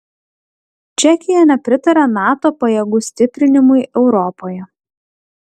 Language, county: Lithuanian, Klaipėda